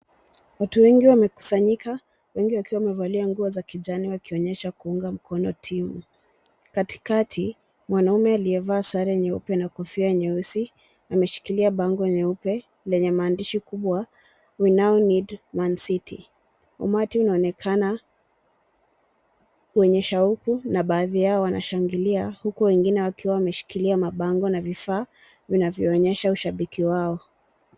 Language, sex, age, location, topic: Swahili, female, 18-24, Kisumu, government